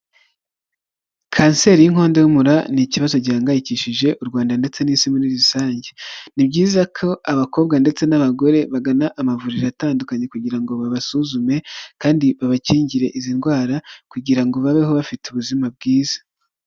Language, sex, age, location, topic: Kinyarwanda, male, 25-35, Huye, health